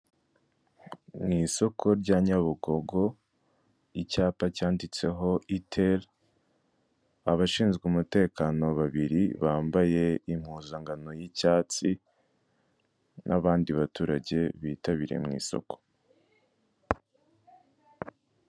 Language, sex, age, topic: Kinyarwanda, male, 18-24, finance